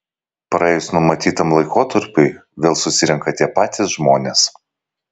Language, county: Lithuanian, Vilnius